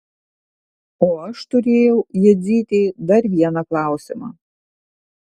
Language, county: Lithuanian, Vilnius